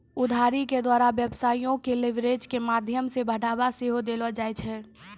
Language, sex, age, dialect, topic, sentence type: Maithili, female, 18-24, Angika, banking, statement